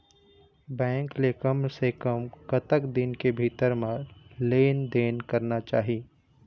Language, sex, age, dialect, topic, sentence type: Chhattisgarhi, male, 25-30, Eastern, banking, question